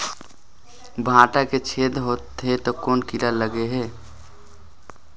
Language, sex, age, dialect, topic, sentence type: Chhattisgarhi, male, 18-24, Northern/Bhandar, agriculture, question